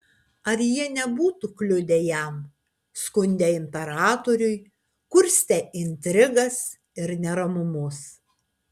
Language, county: Lithuanian, Kaunas